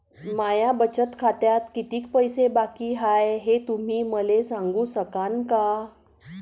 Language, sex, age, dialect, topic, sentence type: Marathi, female, 41-45, Varhadi, banking, question